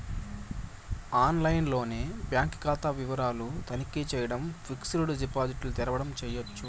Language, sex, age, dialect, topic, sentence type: Telugu, male, 18-24, Southern, banking, statement